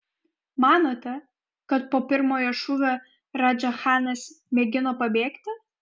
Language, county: Lithuanian, Kaunas